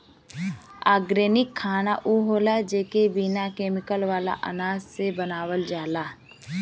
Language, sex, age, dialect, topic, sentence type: Bhojpuri, female, 25-30, Western, agriculture, statement